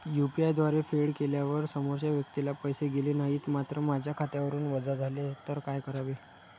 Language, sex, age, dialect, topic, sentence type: Marathi, male, 25-30, Standard Marathi, banking, question